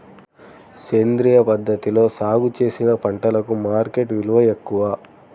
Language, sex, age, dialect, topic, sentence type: Telugu, male, 25-30, Central/Coastal, agriculture, statement